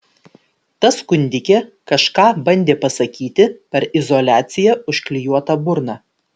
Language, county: Lithuanian, Vilnius